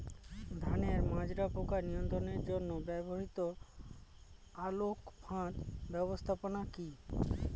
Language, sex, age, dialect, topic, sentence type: Bengali, male, 36-40, Northern/Varendri, agriculture, question